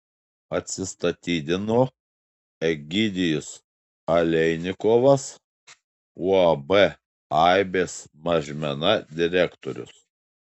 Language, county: Lithuanian, Šiauliai